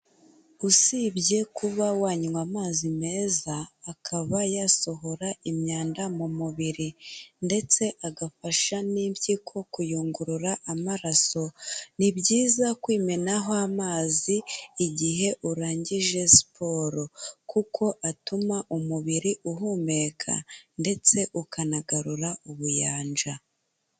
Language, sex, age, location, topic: Kinyarwanda, female, 18-24, Kigali, health